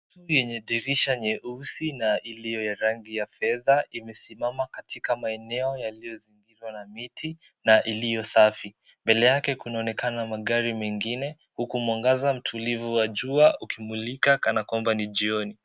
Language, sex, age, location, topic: Swahili, male, 18-24, Kisii, finance